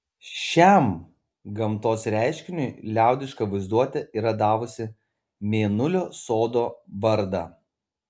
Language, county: Lithuanian, Kaunas